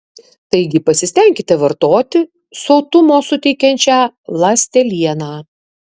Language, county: Lithuanian, Kaunas